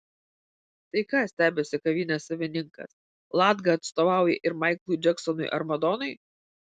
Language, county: Lithuanian, Vilnius